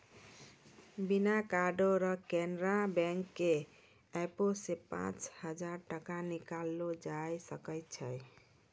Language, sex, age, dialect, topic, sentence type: Maithili, female, 60-100, Angika, banking, statement